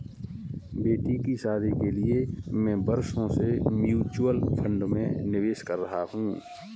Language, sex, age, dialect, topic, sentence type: Hindi, male, 41-45, Kanauji Braj Bhasha, banking, statement